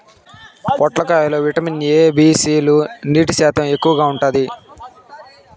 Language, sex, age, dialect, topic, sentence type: Telugu, male, 18-24, Southern, agriculture, statement